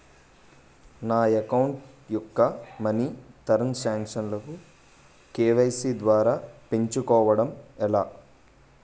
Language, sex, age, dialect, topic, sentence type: Telugu, male, 18-24, Utterandhra, banking, question